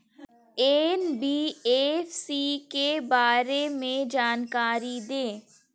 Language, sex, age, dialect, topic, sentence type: Hindi, female, 18-24, Kanauji Braj Bhasha, banking, question